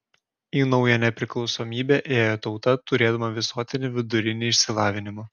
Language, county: Lithuanian, Klaipėda